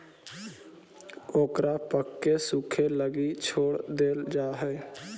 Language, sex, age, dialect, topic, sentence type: Magahi, male, 18-24, Central/Standard, agriculture, statement